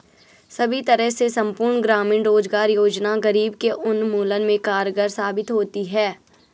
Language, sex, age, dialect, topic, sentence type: Hindi, female, 25-30, Garhwali, banking, statement